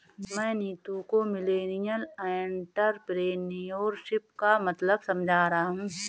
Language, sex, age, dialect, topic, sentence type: Hindi, female, 41-45, Marwari Dhudhari, banking, statement